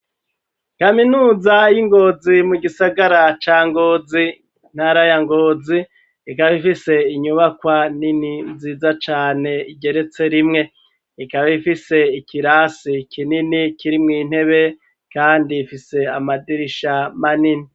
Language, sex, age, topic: Rundi, male, 36-49, education